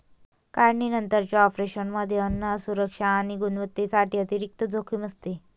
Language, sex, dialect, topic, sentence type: Marathi, female, Varhadi, agriculture, statement